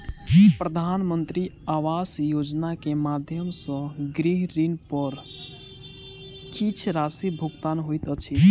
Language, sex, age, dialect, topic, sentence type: Maithili, male, 18-24, Southern/Standard, banking, statement